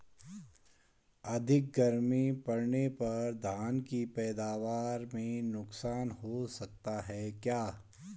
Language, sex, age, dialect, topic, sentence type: Hindi, male, 46-50, Garhwali, agriculture, question